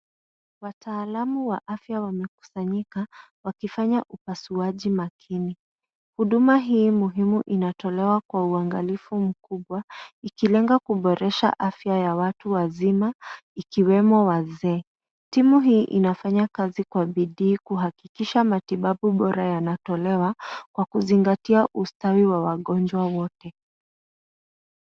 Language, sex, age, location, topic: Swahili, female, 25-35, Nairobi, health